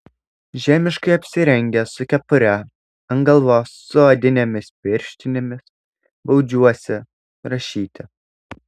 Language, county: Lithuanian, Alytus